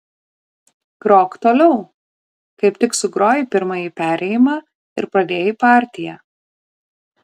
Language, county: Lithuanian, Vilnius